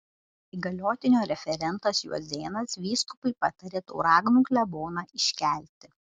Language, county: Lithuanian, Šiauliai